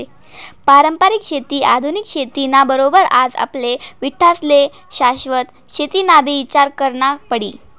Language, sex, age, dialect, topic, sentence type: Marathi, male, 18-24, Northern Konkan, agriculture, statement